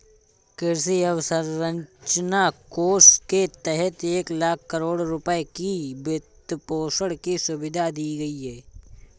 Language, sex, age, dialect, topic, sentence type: Hindi, male, 36-40, Awadhi Bundeli, agriculture, statement